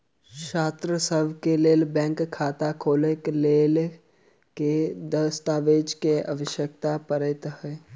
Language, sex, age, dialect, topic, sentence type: Maithili, male, 18-24, Southern/Standard, banking, question